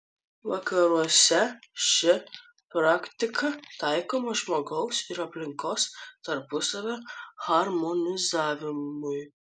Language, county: Lithuanian, Kaunas